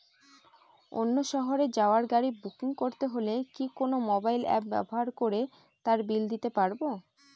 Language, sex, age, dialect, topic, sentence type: Bengali, female, 25-30, Northern/Varendri, banking, question